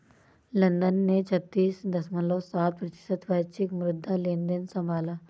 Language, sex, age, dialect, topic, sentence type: Hindi, female, 31-35, Awadhi Bundeli, banking, statement